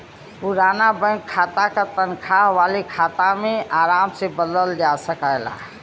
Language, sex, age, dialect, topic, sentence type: Bhojpuri, female, 25-30, Western, banking, statement